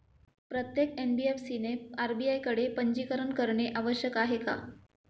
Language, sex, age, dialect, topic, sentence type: Marathi, female, 25-30, Standard Marathi, banking, question